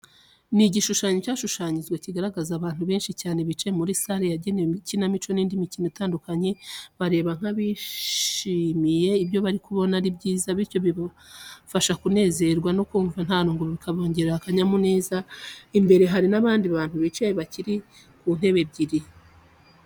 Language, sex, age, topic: Kinyarwanda, female, 25-35, education